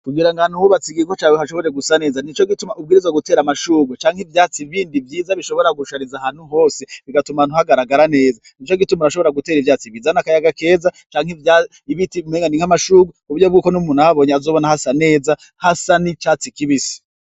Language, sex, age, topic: Rundi, male, 36-49, education